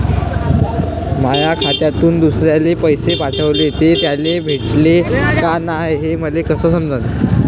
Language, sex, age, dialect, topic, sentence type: Marathi, male, 25-30, Varhadi, banking, question